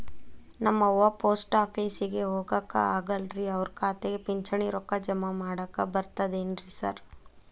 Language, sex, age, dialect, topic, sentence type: Kannada, female, 25-30, Dharwad Kannada, banking, question